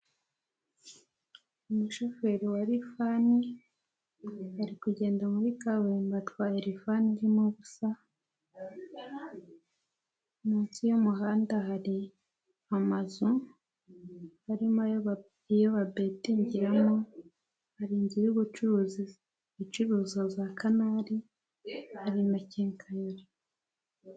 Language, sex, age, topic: Kinyarwanda, female, 18-24, government